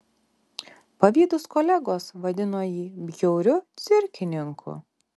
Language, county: Lithuanian, Alytus